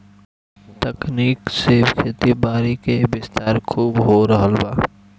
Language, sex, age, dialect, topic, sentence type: Bhojpuri, male, 60-100, Northern, agriculture, statement